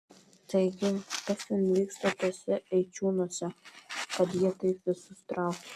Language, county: Lithuanian, Vilnius